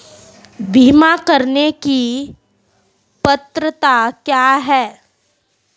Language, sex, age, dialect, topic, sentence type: Hindi, female, 18-24, Marwari Dhudhari, banking, question